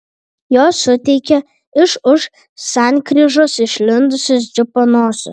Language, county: Lithuanian, Vilnius